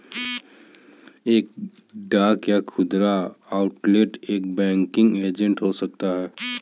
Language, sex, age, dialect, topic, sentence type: Hindi, male, 18-24, Kanauji Braj Bhasha, banking, statement